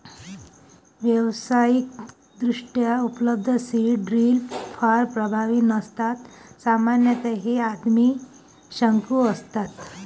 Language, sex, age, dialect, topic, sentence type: Marathi, male, 18-24, Varhadi, agriculture, statement